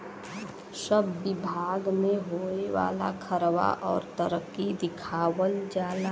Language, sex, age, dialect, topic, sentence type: Bhojpuri, female, 31-35, Western, banking, statement